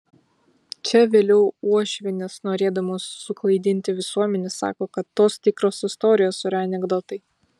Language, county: Lithuanian, Vilnius